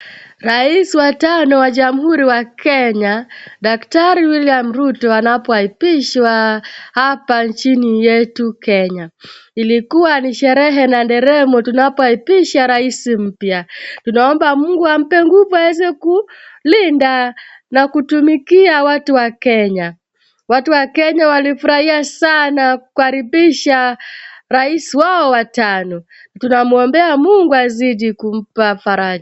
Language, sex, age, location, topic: Swahili, female, 36-49, Wajir, government